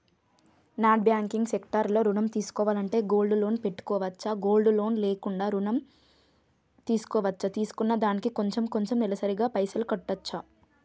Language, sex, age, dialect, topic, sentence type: Telugu, female, 25-30, Telangana, banking, question